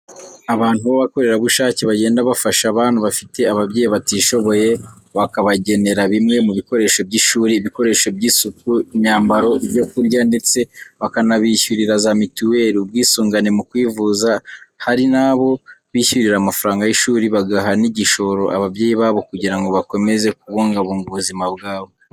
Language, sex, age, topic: Kinyarwanda, male, 18-24, education